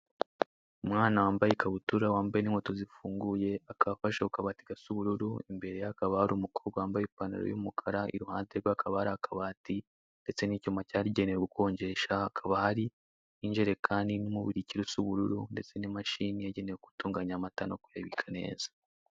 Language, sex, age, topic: Kinyarwanda, male, 18-24, finance